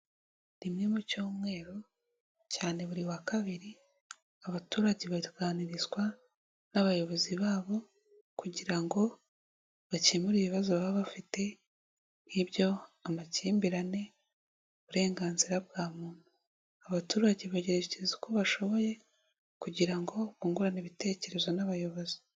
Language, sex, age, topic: Kinyarwanda, female, 18-24, government